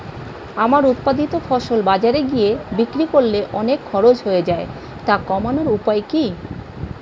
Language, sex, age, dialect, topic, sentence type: Bengali, female, 36-40, Standard Colloquial, agriculture, question